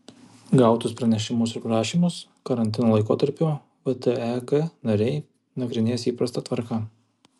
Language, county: Lithuanian, Kaunas